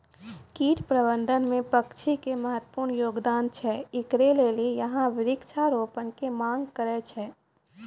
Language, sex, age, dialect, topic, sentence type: Maithili, female, 25-30, Angika, agriculture, question